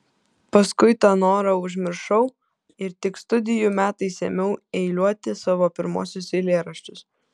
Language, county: Lithuanian, Kaunas